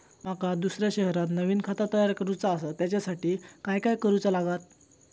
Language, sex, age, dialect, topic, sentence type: Marathi, male, 18-24, Southern Konkan, banking, question